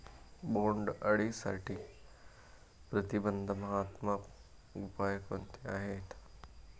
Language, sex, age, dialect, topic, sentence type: Marathi, male, 18-24, Standard Marathi, agriculture, question